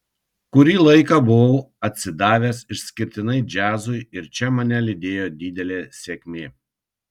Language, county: Lithuanian, Kaunas